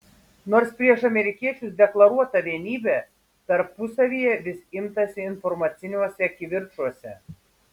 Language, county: Lithuanian, Šiauliai